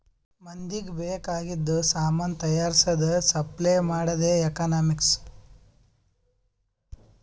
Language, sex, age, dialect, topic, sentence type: Kannada, male, 18-24, Northeastern, banking, statement